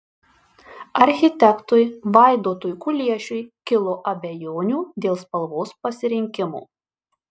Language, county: Lithuanian, Marijampolė